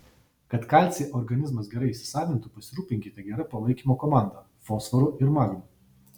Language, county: Lithuanian, Vilnius